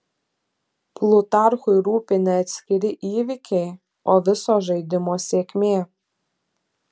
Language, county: Lithuanian, Telšiai